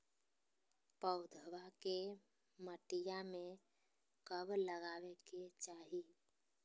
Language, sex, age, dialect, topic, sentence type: Magahi, female, 60-100, Southern, agriculture, statement